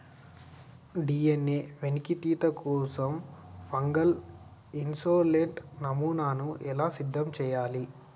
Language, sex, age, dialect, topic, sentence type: Telugu, male, 18-24, Telangana, agriculture, question